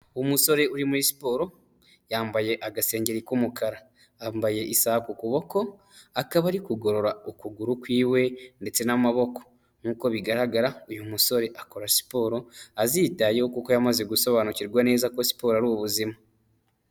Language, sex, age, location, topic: Kinyarwanda, male, 18-24, Huye, health